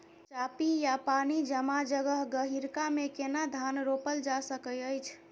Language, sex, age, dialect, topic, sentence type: Maithili, female, 18-24, Bajjika, agriculture, question